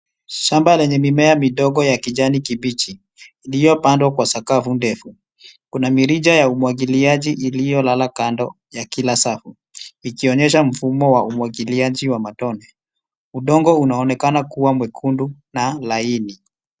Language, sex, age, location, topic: Swahili, male, 25-35, Nairobi, agriculture